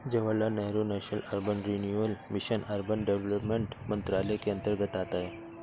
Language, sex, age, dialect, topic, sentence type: Hindi, male, 56-60, Awadhi Bundeli, banking, statement